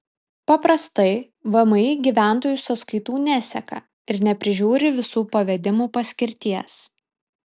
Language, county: Lithuanian, Vilnius